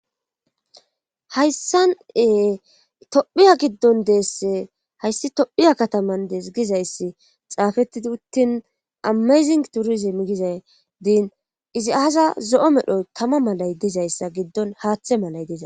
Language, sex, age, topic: Gamo, female, 25-35, government